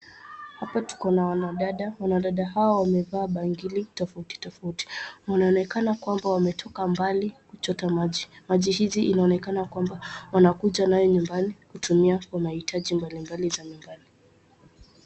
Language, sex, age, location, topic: Swahili, male, 36-49, Wajir, health